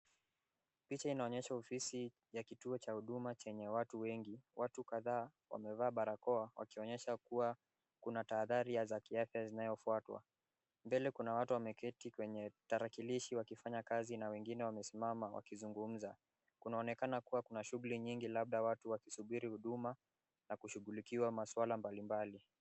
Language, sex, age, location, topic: Swahili, male, 18-24, Mombasa, government